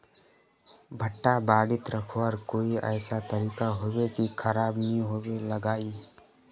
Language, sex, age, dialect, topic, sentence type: Magahi, male, 31-35, Northeastern/Surjapuri, agriculture, question